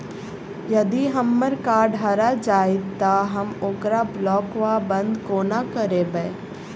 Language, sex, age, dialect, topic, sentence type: Maithili, female, 18-24, Southern/Standard, banking, question